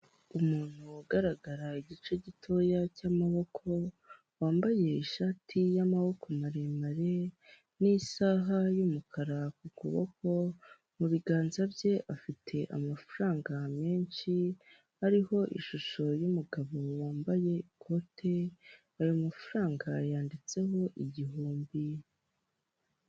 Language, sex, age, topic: Kinyarwanda, male, 25-35, finance